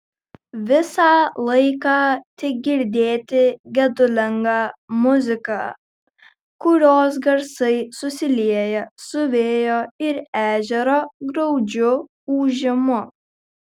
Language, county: Lithuanian, Kaunas